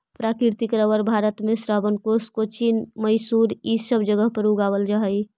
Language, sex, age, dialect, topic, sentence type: Magahi, female, 25-30, Central/Standard, banking, statement